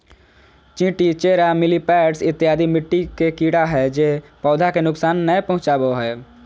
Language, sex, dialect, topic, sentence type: Magahi, female, Southern, agriculture, statement